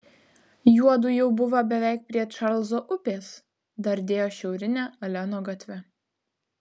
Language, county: Lithuanian, Vilnius